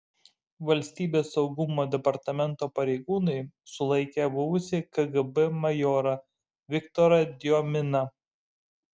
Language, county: Lithuanian, Šiauliai